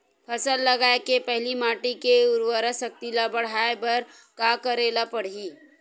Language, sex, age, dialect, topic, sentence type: Chhattisgarhi, female, 51-55, Western/Budati/Khatahi, agriculture, question